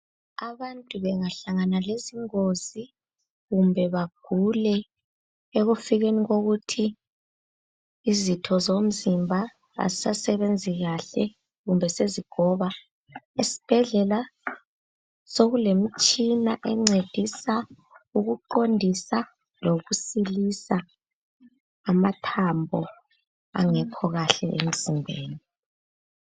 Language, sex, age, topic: North Ndebele, female, 18-24, health